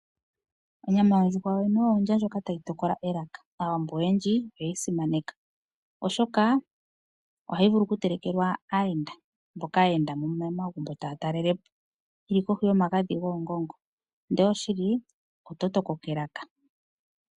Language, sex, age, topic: Oshiwambo, female, 25-35, agriculture